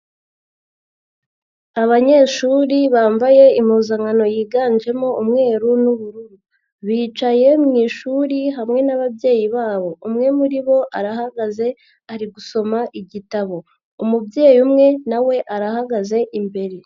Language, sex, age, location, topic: Kinyarwanda, female, 50+, Nyagatare, education